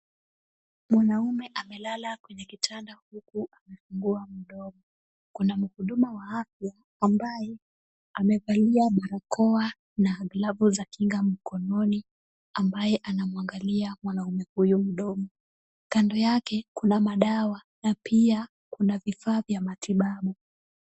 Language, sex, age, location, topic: Swahili, female, 18-24, Kisumu, health